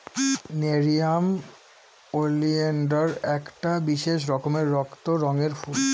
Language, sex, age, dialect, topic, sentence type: Bengali, female, 36-40, Northern/Varendri, agriculture, statement